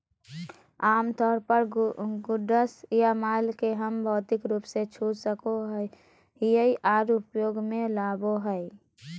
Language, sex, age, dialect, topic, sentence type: Magahi, female, 31-35, Southern, banking, statement